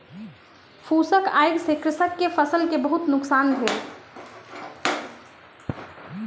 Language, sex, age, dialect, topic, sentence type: Maithili, female, 18-24, Southern/Standard, agriculture, statement